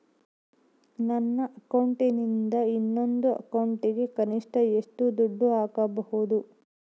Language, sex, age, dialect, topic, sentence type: Kannada, female, 18-24, Central, banking, question